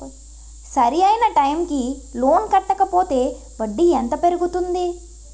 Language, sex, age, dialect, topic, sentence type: Telugu, female, 18-24, Utterandhra, banking, question